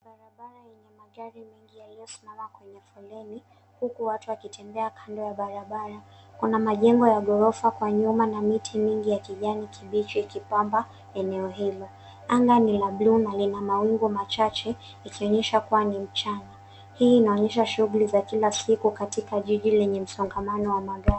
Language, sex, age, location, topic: Swahili, female, 18-24, Nairobi, government